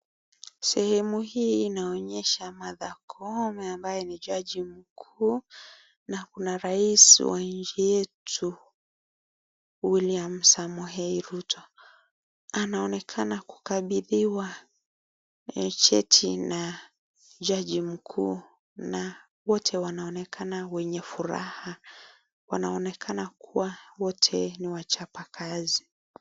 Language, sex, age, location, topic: Swahili, female, 25-35, Nakuru, government